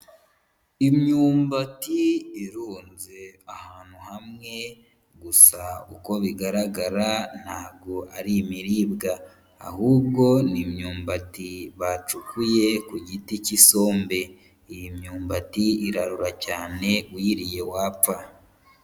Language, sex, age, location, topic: Kinyarwanda, female, 18-24, Huye, agriculture